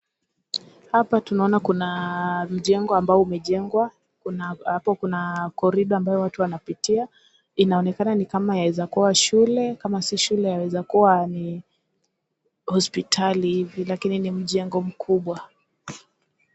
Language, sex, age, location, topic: Swahili, female, 25-35, Kisii, education